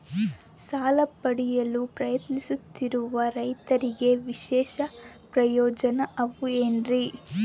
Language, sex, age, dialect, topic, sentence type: Kannada, female, 18-24, Central, agriculture, statement